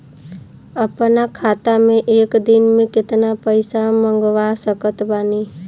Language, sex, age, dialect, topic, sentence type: Bhojpuri, female, 25-30, Southern / Standard, banking, question